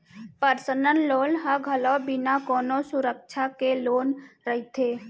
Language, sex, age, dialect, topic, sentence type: Chhattisgarhi, female, 60-100, Central, banking, statement